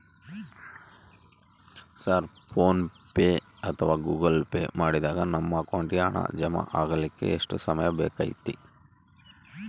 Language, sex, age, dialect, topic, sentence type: Kannada, male, 31-35, Central, banking, question